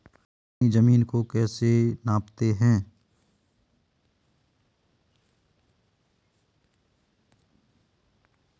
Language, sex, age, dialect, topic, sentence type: Hindi, male, 25-30, Kanauji Braj Bhasha, agriculture, question